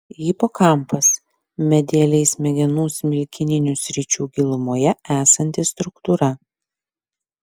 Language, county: Lithuanian, Klaipėda